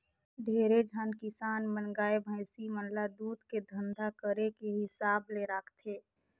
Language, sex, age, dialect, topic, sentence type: Chhattisgarhi, female, 60-100, Northern/Bhandar, agriculture, statement